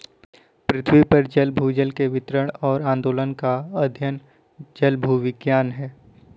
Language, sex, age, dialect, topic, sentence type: Hindi, male, 18-24, Kanauji Braj Bhasha, agriculture, statement